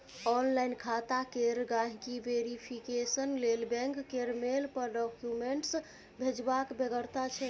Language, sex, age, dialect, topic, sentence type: Maithili, female, 25-30, Bajjika, banking, statement